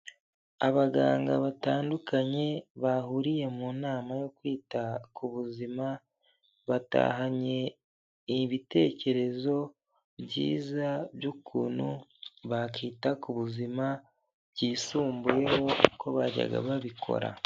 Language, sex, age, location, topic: Kinyarwanda, male, 25-35, Huye, health